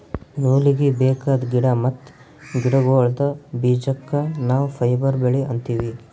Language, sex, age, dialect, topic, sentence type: Kannada, male, 18-24, Northeastern, agriculture, statement